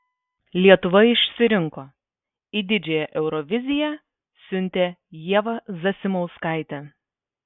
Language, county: Lithuanian, Vilnius